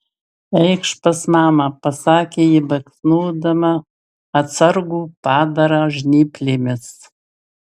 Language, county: Lithuanian, Marijampolė